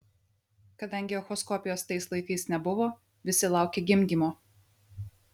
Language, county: Lithuanian, Vilnius